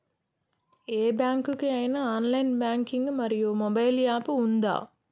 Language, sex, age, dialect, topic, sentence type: Telugu, female, 25-30, Telangana, banking, question